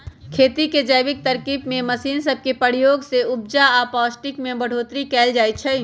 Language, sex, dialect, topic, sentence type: Magahi, male, Western, agriculture, statement